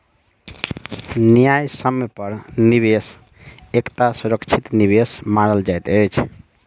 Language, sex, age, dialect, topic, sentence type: Maithili, male, 25-30, Southern/Standard, banking, statement